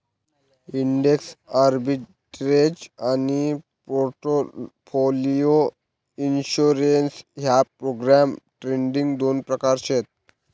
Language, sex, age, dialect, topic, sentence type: Marathi, male, 18-24, Northern Konkan, banking, statement